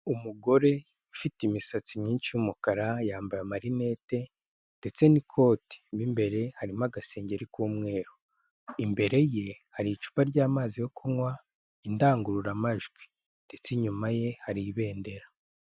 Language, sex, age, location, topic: Kinyarwanda, male, 18-24, Kigali, government